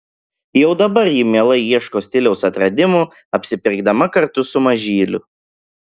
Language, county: Lithuanian, Klaipėda